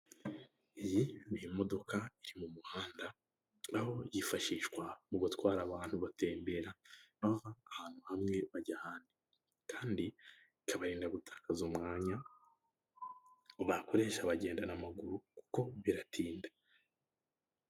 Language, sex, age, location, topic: Kinyarwanda, male, 18-24, Nyagatare, government